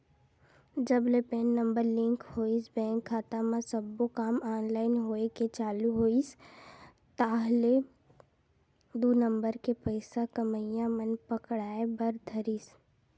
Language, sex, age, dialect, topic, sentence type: Chhattisgarhi, female, 18-24, Western/Budati/Khatahi, banking, statement